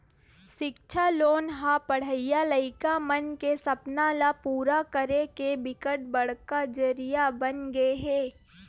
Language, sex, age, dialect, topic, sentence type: Chhattisgarhi, female, 18-24, Western/Budati/Khatahi, banking, statement